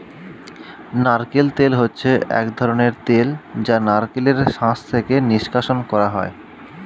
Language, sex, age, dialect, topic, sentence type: Bengali, male, 25-30, Standard Colloquial, agriculture, statement